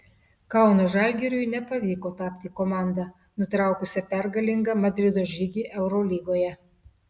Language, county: Lithuanian, Telšiai